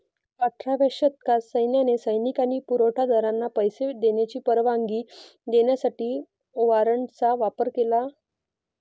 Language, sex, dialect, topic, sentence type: Marathi, female, Varhadi, banking, statement